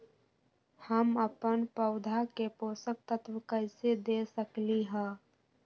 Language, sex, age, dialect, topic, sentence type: Magahi, female, 18-24, Western, agriculture, question